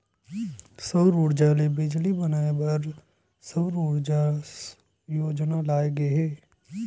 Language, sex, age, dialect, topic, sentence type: Chhattisgarhi, male, 18-24, Western/Budati/Khatahi, agriculture, statement